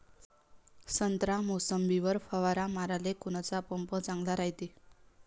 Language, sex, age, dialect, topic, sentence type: Marathi, female, 25-30, Varhadi, agriculture, question